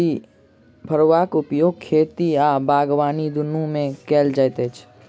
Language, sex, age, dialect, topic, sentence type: Maithili, male, 46-50, Southern/Standard, agriculture, statement